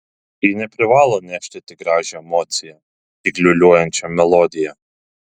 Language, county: Lithuanian, Telšiai